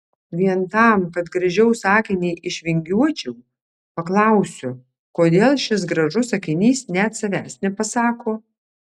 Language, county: Lithuanian, Alytus